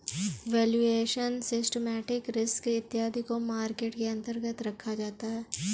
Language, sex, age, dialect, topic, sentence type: Hindi, female, 18-24, Kanauji Braj Bhasha, banking, statement